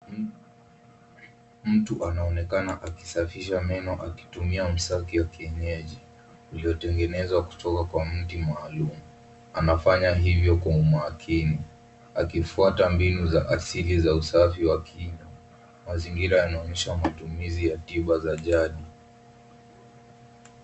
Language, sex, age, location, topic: Swahili, male, 18-24, Nairobi, health